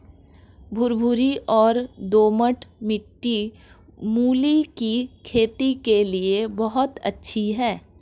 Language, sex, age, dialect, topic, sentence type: Hindi, female, 25-30, Marwari Dhudhari, agriculture, statement